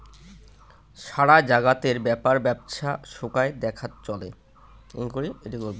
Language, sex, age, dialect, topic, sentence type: Bengali, female, 18-24, Rajbangshi, banking, statement